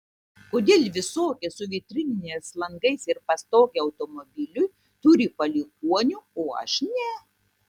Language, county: Lithuanian, Tauragė